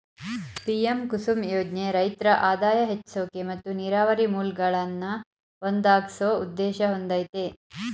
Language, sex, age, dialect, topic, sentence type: Kannada, female, 36-40, Mysore Kannada, agriculture, statement